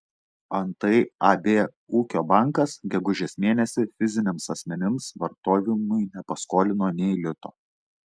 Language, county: Lithuanian, Klaipėda